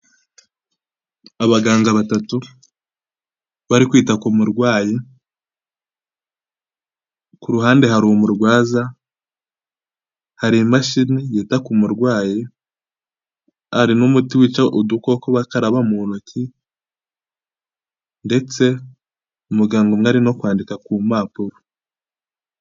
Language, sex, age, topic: Kinyarwanda, male, 18-24, health